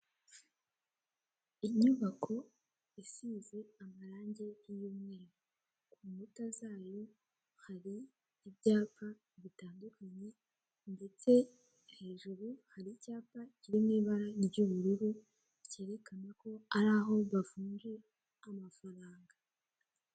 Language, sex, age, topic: Kinyarwanda, female, 18-24, finance